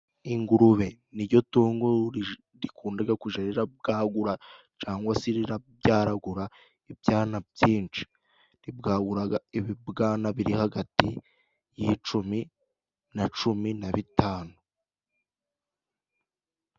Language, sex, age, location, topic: Kinyarwanda, male, 25-35, Musanze, agriculture